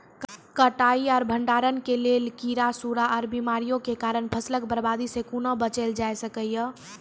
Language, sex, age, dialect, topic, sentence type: Maithili, female, 18-24, Angika, agriculture, question